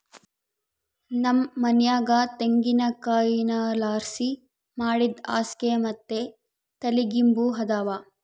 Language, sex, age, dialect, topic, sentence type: Kannada, female, 60-100, Central, agriculture, statement